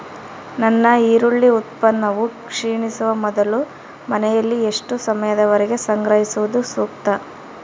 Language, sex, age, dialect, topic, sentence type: Kannada, female, 18-24, Central, agriculture, question